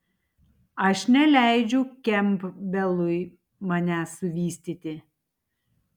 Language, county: Lithuanian, Tauragė